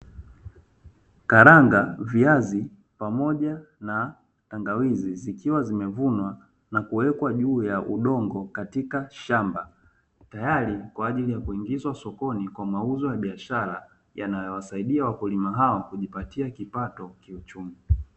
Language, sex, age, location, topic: Swahili, male, 25-35, Dar es Salaam, agriculture